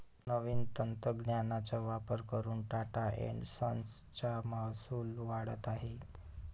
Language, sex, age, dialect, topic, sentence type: Marathi, male, 25-30, Northern Konkan, banking, statement